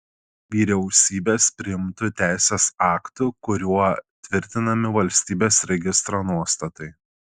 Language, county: Lithuanian, Šiauliai